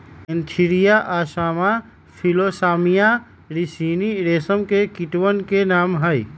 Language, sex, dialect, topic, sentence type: Magahi, male, Western, agriculture, statement